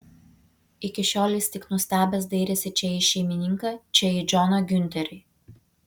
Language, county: Lithuanian, Vilnius